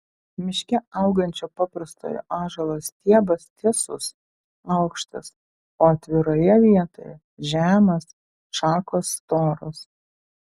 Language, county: Lithuanian, Telšiai